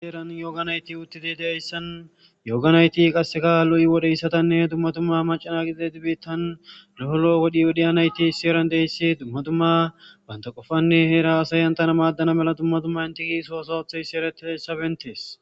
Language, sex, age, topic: Gamo, male, 18-24, government